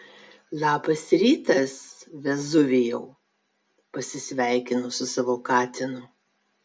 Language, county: Lithuanian, Vilnius